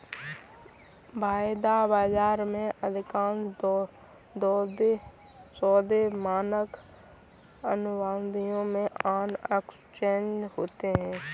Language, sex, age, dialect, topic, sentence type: Hindi, female, 18-24, Kanauji Braj Bhasha, banking, statement